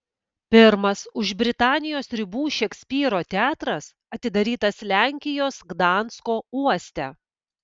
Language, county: Lithuanian, Kaunas